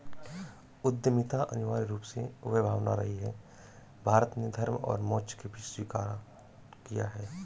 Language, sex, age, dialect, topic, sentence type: Hindi, male, 36-40, Awadhi Bundeli, banking, statement